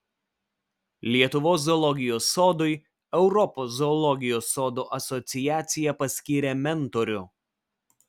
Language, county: Lithuanian, Vilnius